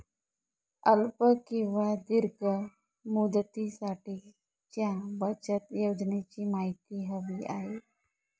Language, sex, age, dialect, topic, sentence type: Marathi, male, 41-45, Northern Konkan, banking, question